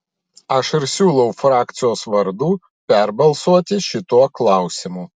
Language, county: Lithuanian, Vilnius